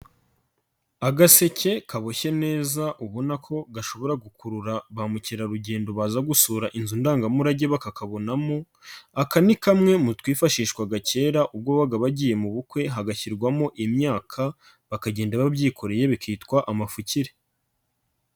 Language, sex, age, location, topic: Kinyarwanda, male, 25-35, Nyagatare, government